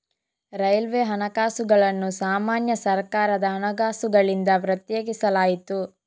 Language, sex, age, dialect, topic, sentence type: Kannada, female, 25-30, Coastal/Dakshin, banking, statement